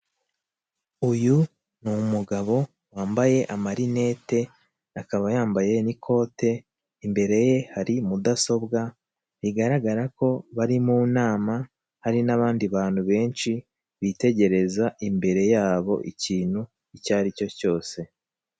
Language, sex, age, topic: Kinyarwanda, male, 25-35, government